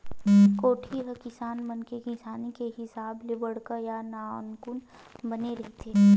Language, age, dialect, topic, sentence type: Chhattisgarhi, 18-24, Western/Budati/Khatahi, agriculture, statement